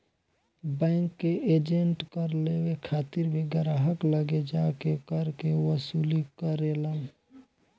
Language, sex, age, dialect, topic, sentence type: Bhojpuri, male, 18-24, Southern / Standard, banking, statement